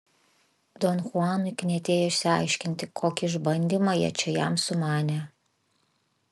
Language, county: Lithuanian, Vilnius